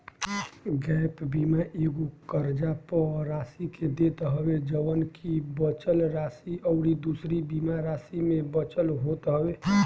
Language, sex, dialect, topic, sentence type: Bhojpuri, male, Northern, banking, statement